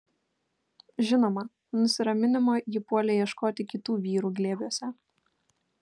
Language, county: Lithuanian, Kaunas